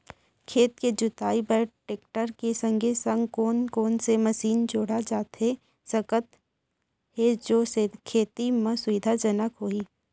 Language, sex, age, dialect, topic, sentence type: Chhattisgarhi, female, 25-30, Central, agriculture, question